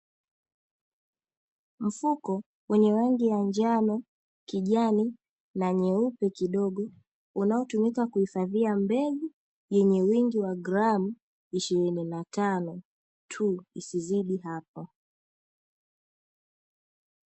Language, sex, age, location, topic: Swahili, female, 18-24, Dar es Salaam, agriculture